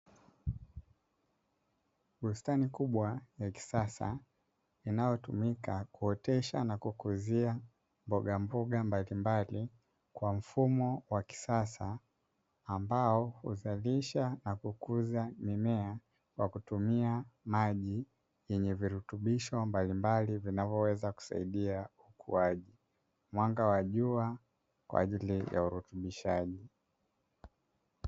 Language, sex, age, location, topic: Swahili, male, 25-35, Dar es Salaam, agriculture